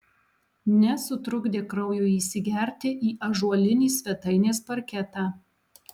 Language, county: Lithuanian, Alytus